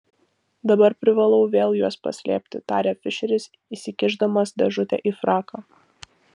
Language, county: Lithuanian, Vilnius